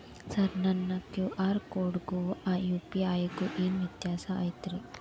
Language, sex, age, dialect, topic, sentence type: Kannada, female, 18-24, Dharwad Kannada, banking, question